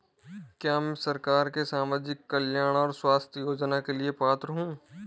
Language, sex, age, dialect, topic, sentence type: Hindi, male, 18-24, Marwari Dhudhari, banking, question